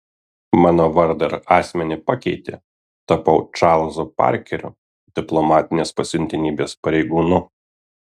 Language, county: Lithuanian, Kaunas